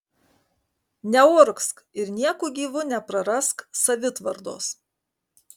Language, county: Lithuanian, Kaunas